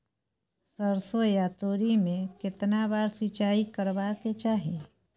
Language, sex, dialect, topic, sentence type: Maithili, female, Bajjika, agriculture, question